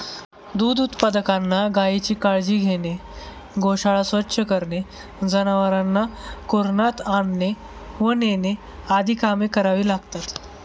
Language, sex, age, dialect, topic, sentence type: Marathi, male, 18-24, Standard Marathi, agriculture, statement